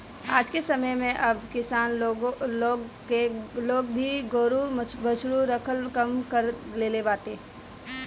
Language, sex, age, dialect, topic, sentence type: Bhojpuri, female, 18-24, Northern, agriculture, statement